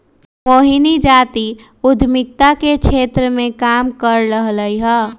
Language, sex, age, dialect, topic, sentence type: Magahi, male, 18-24, Western, banking, statement